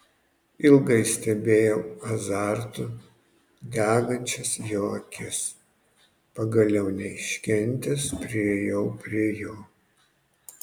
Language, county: Lithuanian, Panevėžys